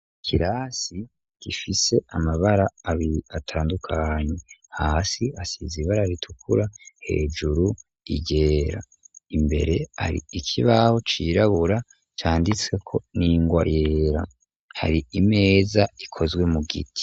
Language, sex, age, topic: Rundi, male, 18-24, education